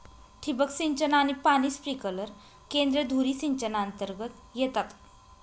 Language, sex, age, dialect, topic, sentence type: Marathi, female, 25-30, Northern Konkan, agriculture, statement